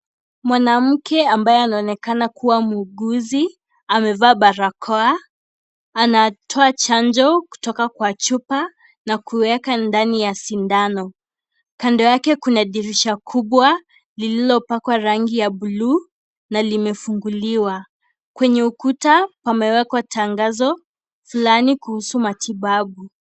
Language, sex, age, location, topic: Swahili, female, 18-24, Kisii, health